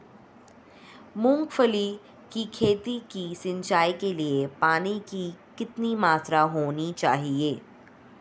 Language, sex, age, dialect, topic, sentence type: Hindi, female, 25-30, Marwari Dhudhari, agriculture, question